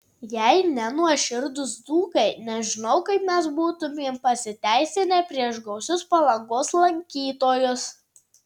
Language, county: Lithuanian, Tauragė